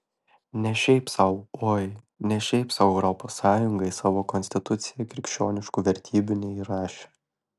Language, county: Lithuanian, Klaipėda